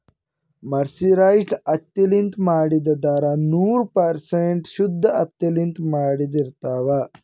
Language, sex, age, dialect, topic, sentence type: Kannada, female, 25-30, Northeastern, agriculture, statement